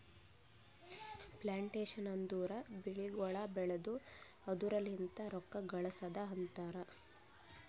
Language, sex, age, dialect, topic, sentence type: Kannada, female, 18-24, Northeastern, agriculture, statement